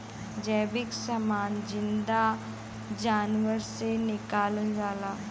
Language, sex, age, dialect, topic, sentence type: Bhojpuri, female, 25-30, Western, agriculture, statement